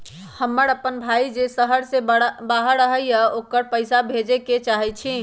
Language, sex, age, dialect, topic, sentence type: Magahi, male, 18-24, Western, banking, statement